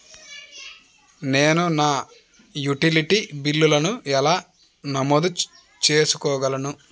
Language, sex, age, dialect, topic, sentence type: Telugu, male, 25-30, Central/Coastal, banking, question